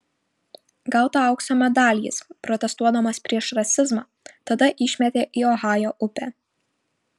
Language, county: Lithuanian, Šiauliai